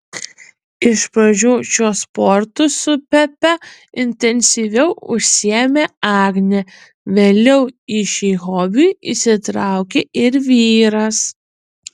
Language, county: Lithuanian, Utena